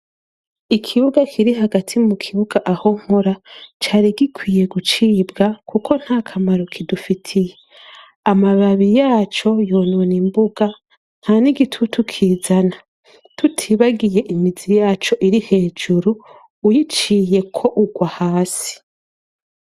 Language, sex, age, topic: Rundi, female, 25-35, education